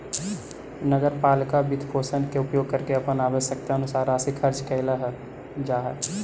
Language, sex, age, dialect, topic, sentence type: Magahi, female, 18-24, Central/Standard, agriculture, statement